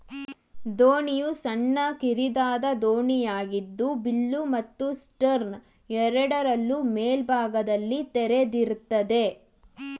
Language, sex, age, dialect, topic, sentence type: Kannada, female, 18-24, Mysore Kannada, agriculture, statement